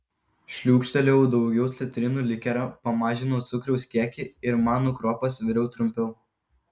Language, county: Lithuanian, Kaunas